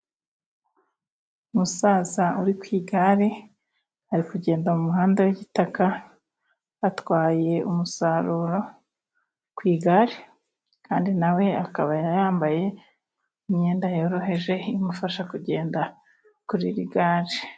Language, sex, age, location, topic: Kinyarwanda, female, 25-35, Musanze, government